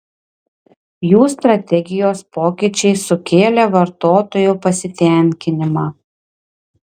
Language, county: Lithuanian, Klaipėda